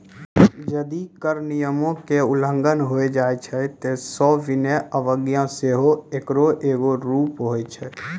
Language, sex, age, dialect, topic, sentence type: Maithili, male, 18-24, Angika, banking, statement